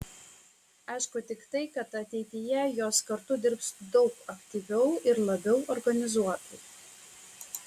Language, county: Lithuanian, Kaunas